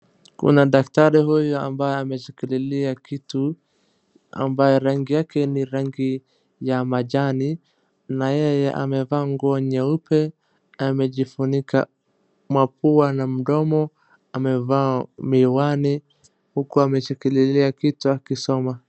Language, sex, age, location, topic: Swahili, male, 25-35, Wajir, health